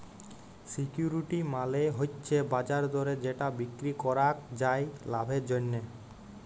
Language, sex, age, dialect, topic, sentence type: Bengali, male, 18-24, Jharkhandi, banking, statement